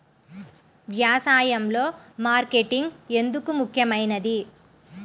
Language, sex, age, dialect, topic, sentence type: Telugu, female, 31-35, Central/Coastal, agriculture, question